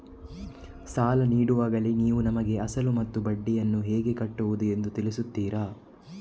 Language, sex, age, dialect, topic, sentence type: Kannada, male, 18-24, Coastal/Dakshin, banking, question